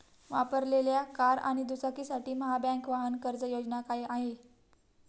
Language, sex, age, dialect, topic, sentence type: Marathi, female, 60-100, Standard Marathi, banking, question